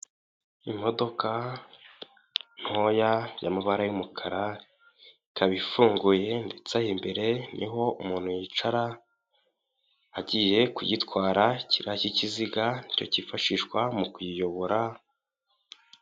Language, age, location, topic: Kinyarwanda, 18-24, Kigali, finance